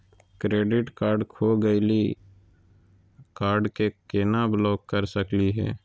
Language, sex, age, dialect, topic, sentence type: Magahi, male, 18-24, Southern, banking, question